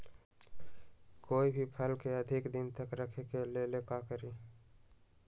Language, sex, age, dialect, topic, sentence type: Magahi, male, 18-24, Western, agriculture, question